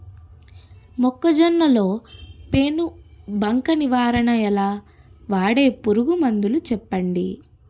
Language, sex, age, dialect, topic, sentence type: Telugu, female, 31-35, Utterandhra, agriculture, question